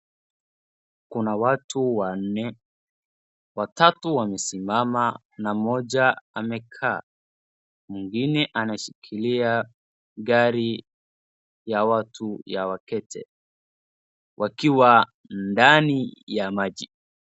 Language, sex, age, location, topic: Swahili, male, 36-49, Wajir, education